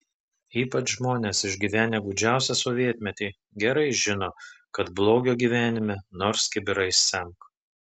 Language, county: Lithuanian, Telšiai